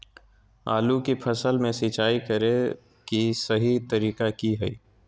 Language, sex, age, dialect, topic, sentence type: Magahi, male, 18-24, Southern, agriculture, question